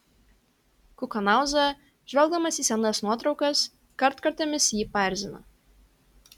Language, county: Lithuanian, Kaunas